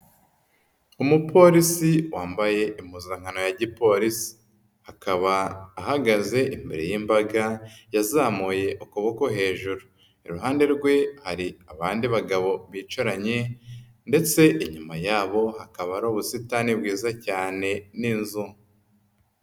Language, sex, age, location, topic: Kinyarwanda, female, 18-24, Nyagatare, government